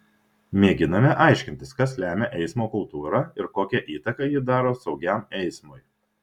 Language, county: Lithuanian, Šiauliai